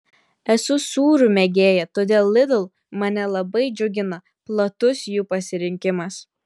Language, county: Lithuanian, Telšiai